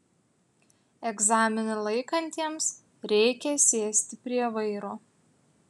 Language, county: Lithuanian, Utena